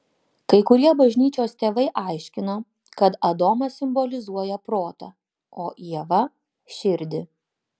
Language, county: Lithuanian, Panevėžys